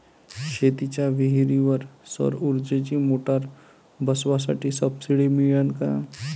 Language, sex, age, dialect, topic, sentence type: Marathi, male, 31-35, Varhadi, agriculture, question